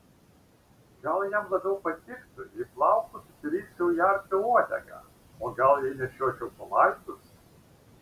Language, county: Lithuanian, Šiauliai